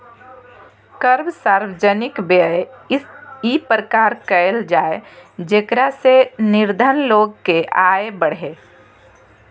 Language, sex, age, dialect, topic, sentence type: Magahi, female, 31-35, Southern, banking, statement